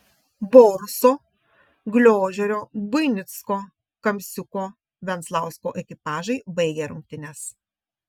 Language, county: Lithuanian, Šiauliai